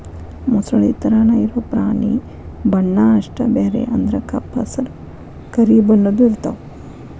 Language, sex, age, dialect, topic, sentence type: Kannada, female, 36-40, Dharwad Kannada, agriculture, statement